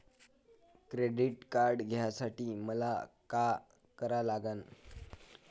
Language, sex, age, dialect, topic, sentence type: Marathi, male, 25-30, Varhadi, banking, question